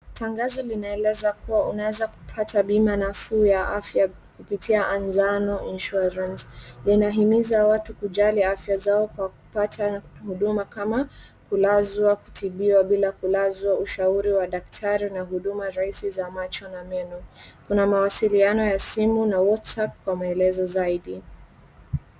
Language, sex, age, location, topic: Swahili, female, 18-24, Wajir, finance